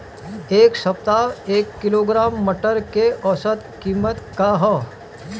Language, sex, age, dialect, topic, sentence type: Bhojpuri, male, 18-24, Northern, agriculture, question